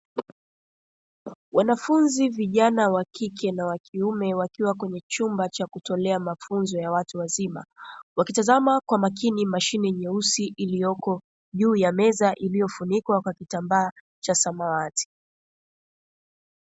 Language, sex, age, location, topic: Swahili, female, 25-35, Dar es Salaam, education